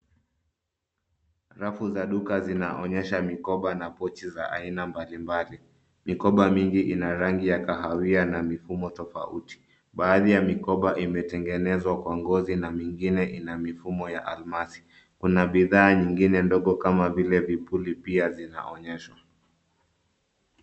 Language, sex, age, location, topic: Swahili, male, 25-35, Nairobi, finance